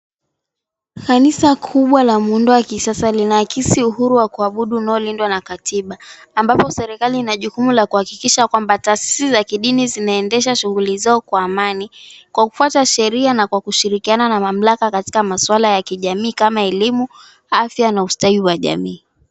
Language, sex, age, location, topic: Swahili, female, 18-24, Mombasa, government